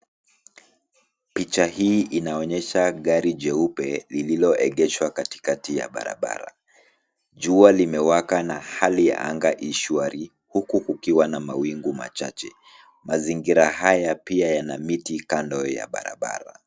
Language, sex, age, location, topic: Swahili, male, 25-35, Nairobi, finance